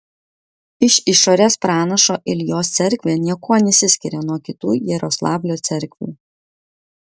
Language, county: Lithuanian, Kaunas